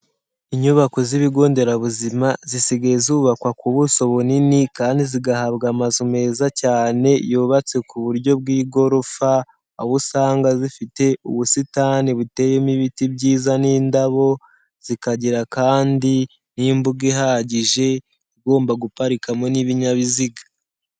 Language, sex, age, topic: Kinyarwanda, male, 18-24, health